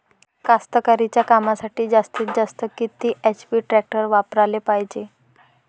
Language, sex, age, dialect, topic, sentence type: Marathi, female, 25-30, Varhadi, agriculture, question